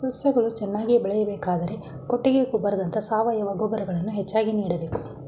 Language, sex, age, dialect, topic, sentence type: Kannada, male, 46-50, Mysore Kannada, agriculture, statement